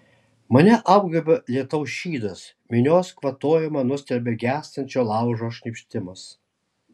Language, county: Lithuanian, Alytus